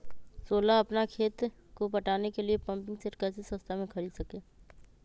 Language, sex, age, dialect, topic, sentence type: Magahi, female, 25-30, Western, agriculture, question